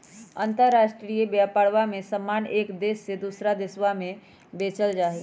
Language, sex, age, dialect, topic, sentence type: Magahi, female, 36-40, Western, banking, statement